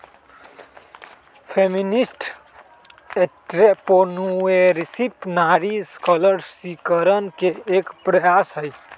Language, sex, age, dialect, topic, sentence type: Magahi, male, 18-24, Western, banking, statement